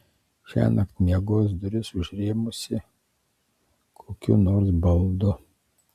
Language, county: Lithuanian, Marijampolė